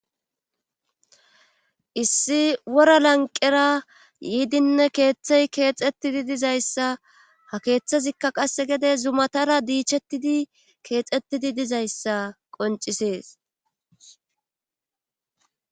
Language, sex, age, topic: Gamo, female, 25-35, government